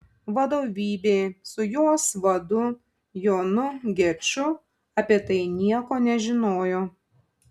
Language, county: Lithuanian, Panevėžys